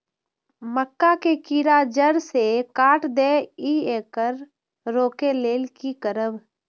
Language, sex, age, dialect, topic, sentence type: Maithili, female, 25-30, Eastern / Thethi, agriculture, question